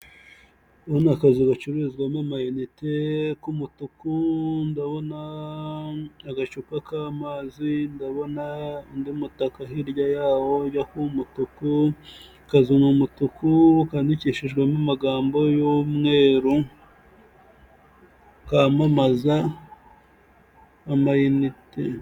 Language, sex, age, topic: Kinyarwanda, male, 18-24, finance